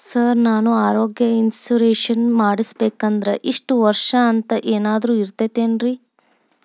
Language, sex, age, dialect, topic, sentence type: Kannada, female, 18-24, Dharwad Kannada, banking, question